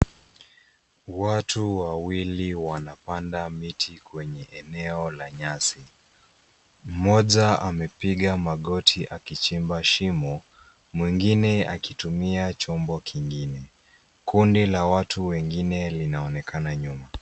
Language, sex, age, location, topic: Swahili, female, 18-24, Nairobi, government